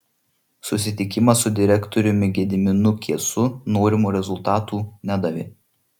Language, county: Lithuanian, Šiauliai